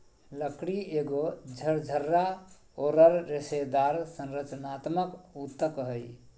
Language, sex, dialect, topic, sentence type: Magahi, male, Southern, agriculture, statement